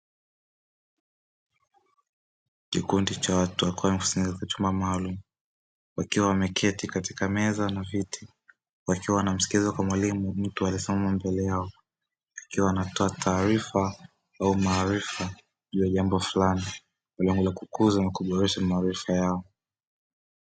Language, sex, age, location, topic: Swahili, male, 25-35, Dar es Salaam, education